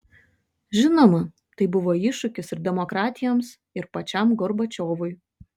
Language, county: Lithuanian, Šiauliai